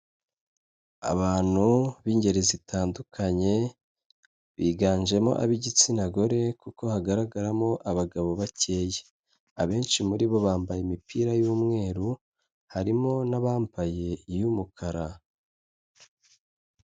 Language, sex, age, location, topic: Kinyarwanda, male, 25-35, Kigali, health